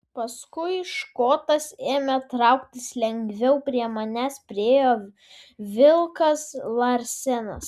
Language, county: Lithuanian, Vilnius